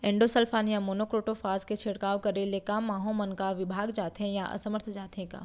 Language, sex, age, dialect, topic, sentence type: Chhattisgarhi, female, 31-35, Central, agriculture, question